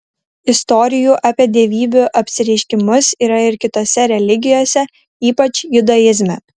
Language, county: Lithuanian, Kaunas